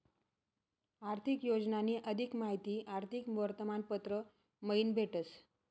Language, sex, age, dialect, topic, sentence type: Marathi, female, 36-40, Northern Konkan, banking, statement